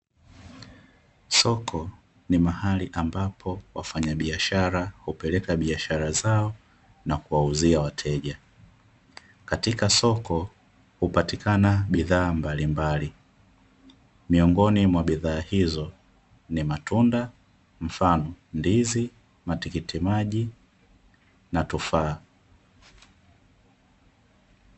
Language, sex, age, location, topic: Swahili, male, 25-35, Dar es Salaam, finance